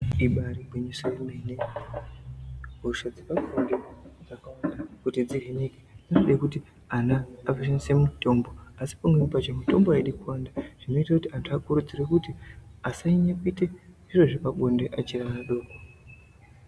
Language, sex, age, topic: Ndau, female, 18-24, health